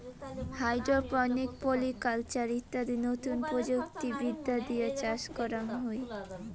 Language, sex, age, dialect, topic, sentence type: Bengali, female, 18-24, Rajbangshi, agriculture, statement